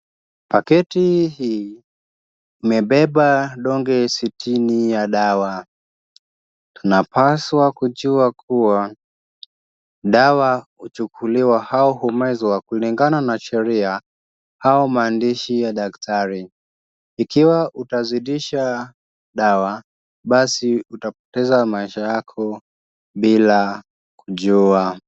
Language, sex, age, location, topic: Swahili, male, 25-35, Kisumu, health